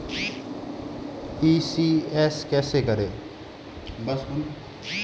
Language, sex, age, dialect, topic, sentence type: Hindi, male, 18-24, Marwari Dhudhari, banking, question